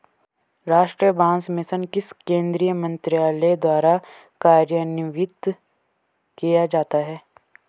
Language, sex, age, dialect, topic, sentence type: Hindi, male, 18-24, Hindustani Malvi Khadi Boli, banking, question